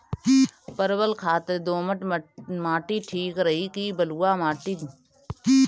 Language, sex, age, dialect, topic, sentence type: Bhojpuri, female, 31-35, Northern, agriculture, question